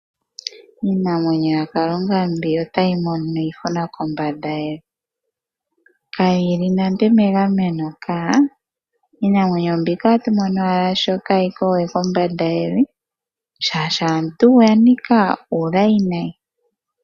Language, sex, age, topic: Oshiwambo, female, 18-24, agriculture